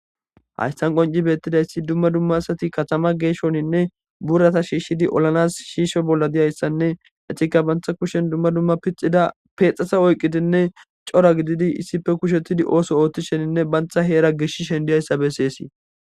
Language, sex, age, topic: Gamo, male, 18-24, government